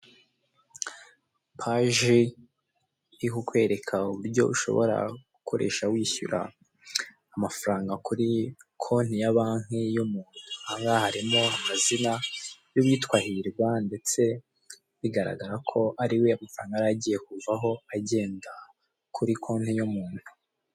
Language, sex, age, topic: Kinyarwanda, male, 18-24, finance